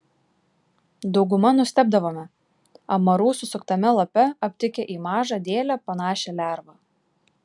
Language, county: Lithuanian, Klaipėda